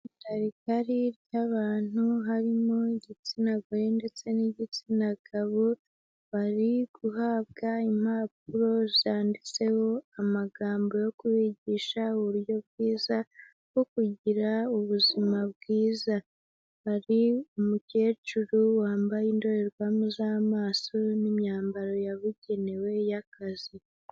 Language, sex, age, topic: Kinyarwanda, female, 18-24, health